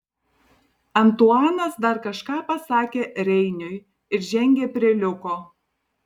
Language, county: Lithuanian, Tauragė